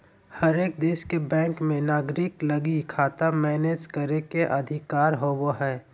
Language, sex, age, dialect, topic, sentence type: Magahi, male, 25-30, Southern, banking, statement